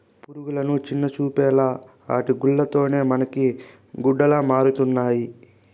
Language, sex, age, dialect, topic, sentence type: Telugu, female, 18-24, Southern, agriculture, statement